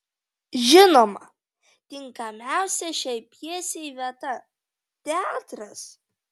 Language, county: Lithuanian, Vilnius